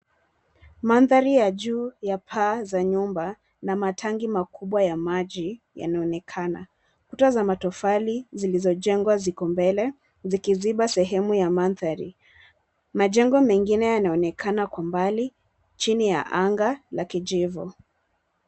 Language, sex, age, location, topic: Swahili, female, 25-35, Nairobi, government